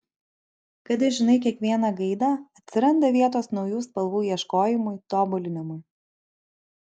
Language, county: Lithuanian, Kaunas